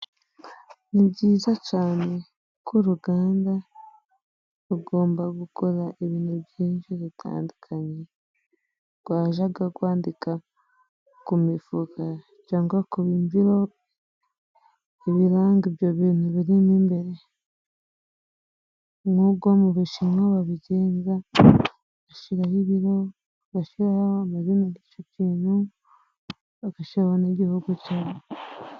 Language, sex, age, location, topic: Kinyarwanda, female, 25-35, Musanze, agriculture